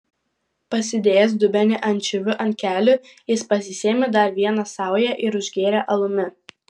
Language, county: Lithuanian, Vilnius